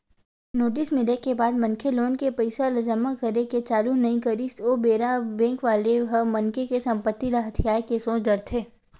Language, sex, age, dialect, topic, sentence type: Chhattisgarhi, female, 18-24, Western/Budati/Khatahi, banking, statement